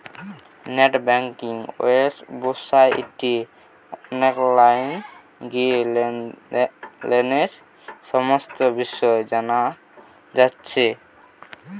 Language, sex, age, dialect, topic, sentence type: Bengali, male, 18-24, Western, banking, statement